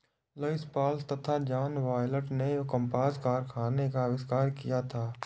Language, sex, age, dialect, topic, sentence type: Hindi, male, 18-24, Awadhi Bundeli, agriculture, statement